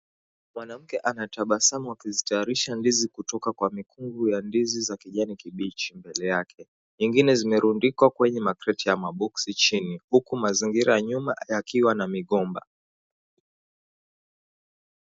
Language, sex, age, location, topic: Swahili, male, 25-35, Mombasa, agriculture